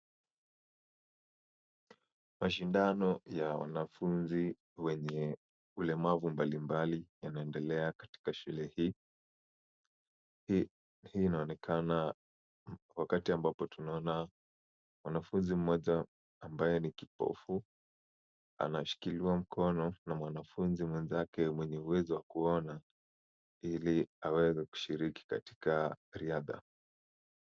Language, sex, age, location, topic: Swahili, male, 18-24, Kisumu, education